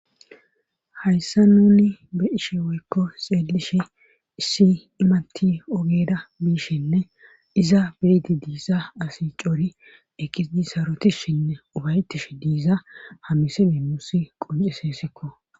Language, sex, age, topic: Gamo, female, 25-35, government